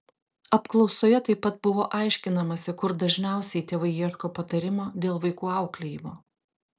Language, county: Lithuanian, Klaipėda